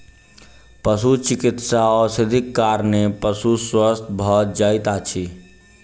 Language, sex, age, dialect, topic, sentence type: Maithili, male, 25-30, Southern/Standard, agriculture, statement